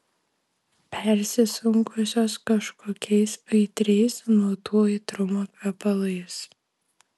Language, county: Lithuanian, Vilnius